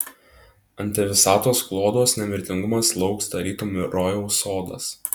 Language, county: Lithuanian, Tauragė